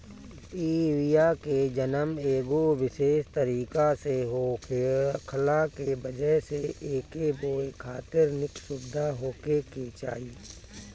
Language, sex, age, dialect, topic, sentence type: Bhojpuri, male, 36-40, Northern, agriculture, statement